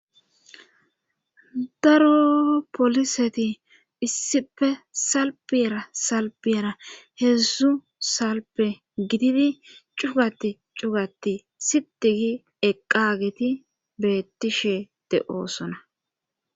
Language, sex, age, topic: Gamo, female, 25-35, government